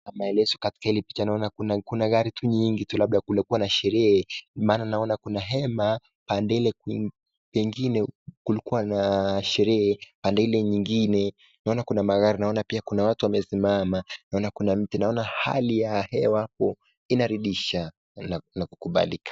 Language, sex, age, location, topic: Swahili, male, 18-24, Nakuru, finance